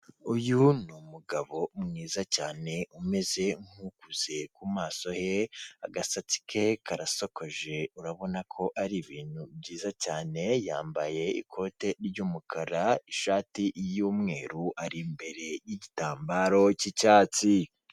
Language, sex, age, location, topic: Kinyarwanda, female, 36-49, Kigali, government